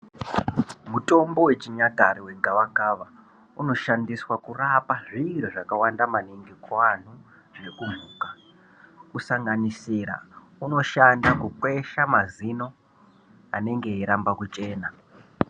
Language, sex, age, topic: Ndau, male, 18-24, health